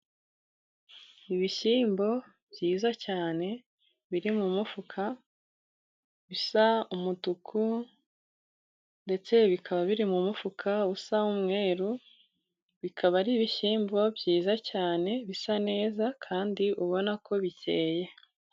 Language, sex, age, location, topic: Kinyarwanda, female, 18-24, Musanze, agriculture